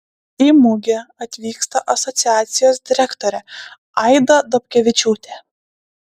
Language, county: Lithuanian, Klaipėda